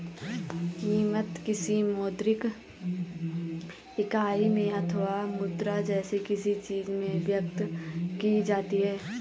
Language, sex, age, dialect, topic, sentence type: Hindi, female, 25-30, Garhwali, banking, statement